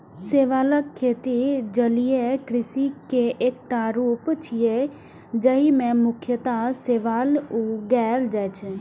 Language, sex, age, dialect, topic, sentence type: Maithili, female, 25-30, Eastern / Thethi, agriculture, statement